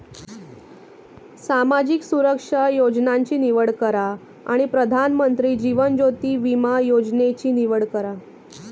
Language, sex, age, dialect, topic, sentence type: Marathi, female, 25-30, Northern Konkan, banking, statement